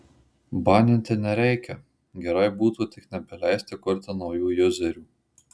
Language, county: Lithuanian, Marijampolė